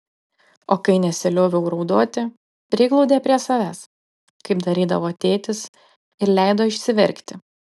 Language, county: Lithuanian, Panevėžys